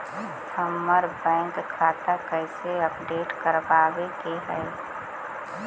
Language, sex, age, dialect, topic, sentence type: Magahi, female, 60-100, Central/Standard, banking, question